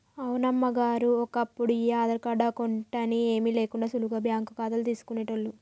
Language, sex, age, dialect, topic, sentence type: Telugu, female, 41-45, Telangana, banking, statement